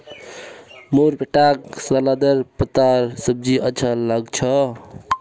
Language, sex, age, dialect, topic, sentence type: Magahi, male, 18-24, Northeastern/Surjapuri, agriculture, statement